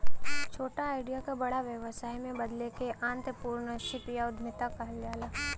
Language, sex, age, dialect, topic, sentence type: Bhojpuri, female, 18-24, Western, banking, statement